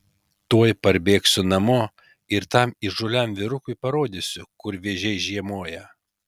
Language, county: Lithuanian, Kaunas